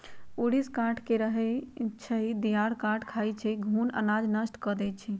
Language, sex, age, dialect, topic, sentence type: Magahi, female, 31-35, Western, agriculture, statement